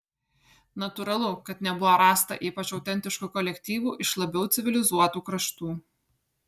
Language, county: Lithuanian, Kaunas